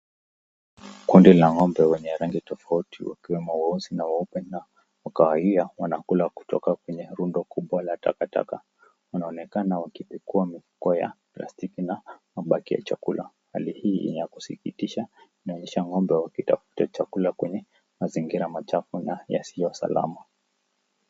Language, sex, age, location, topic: Swahili, male, 25-35, Nakuru, agriculture